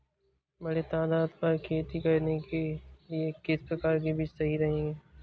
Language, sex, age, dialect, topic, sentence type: Hindi, male, 18-24, Awadhi Bundeli, agriculture, statement